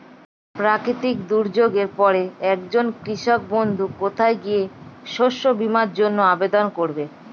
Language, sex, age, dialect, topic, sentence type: Bengali, female, 25-30, Standard Colloquial, agriculture, question